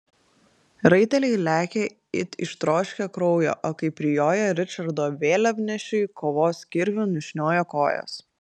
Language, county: Lithuanian, Klaipėda